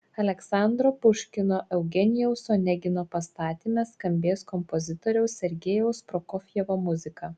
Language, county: Lithuanian, Šiauliai